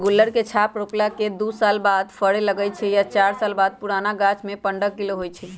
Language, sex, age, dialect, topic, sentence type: Magahi, female, 41-45, Western, agriculture, statement